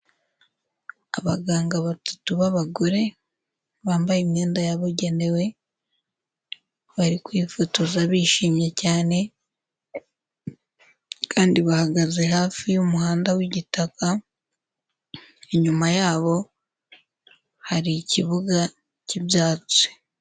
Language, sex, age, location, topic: Kinyarwanda, female, 18-24, Huye, health